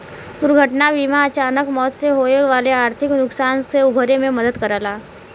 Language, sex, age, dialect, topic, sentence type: Bhojpuri, female, 18-24, Western, banking, statement